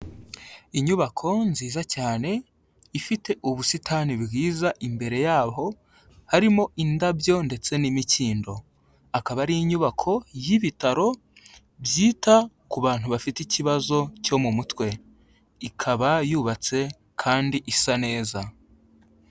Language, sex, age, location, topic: Kinyarwanda, male, 18-24, Huye, health